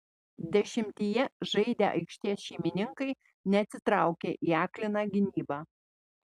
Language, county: Lithuanian, Panevėžys